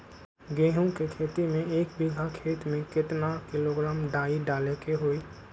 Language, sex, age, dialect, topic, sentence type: Magahi, male, 25-30, Western, agriculture, question